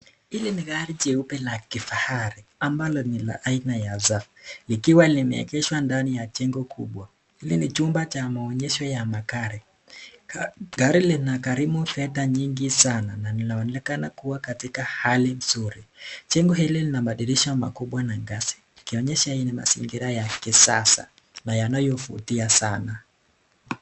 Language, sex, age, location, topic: Swahili, male, 18-24, Nakuru, finance